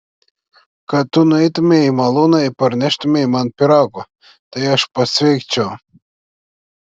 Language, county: Lithuanian, Klaipėda